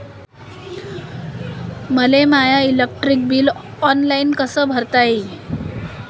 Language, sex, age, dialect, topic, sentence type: Marathi, female, 18-24, Varhadi, banking, question